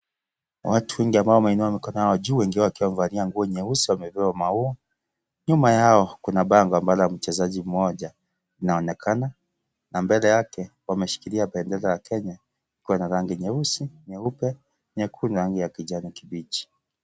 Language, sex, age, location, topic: Swahili, male, 36-49, Kisii, government